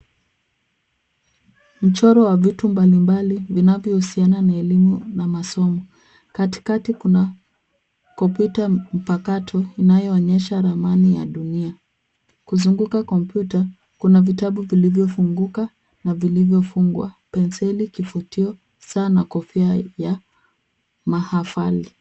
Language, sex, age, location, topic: Swahili, female, 25-35, Nairobi, education